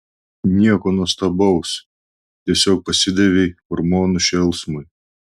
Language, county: Lithuanian, Klaipėda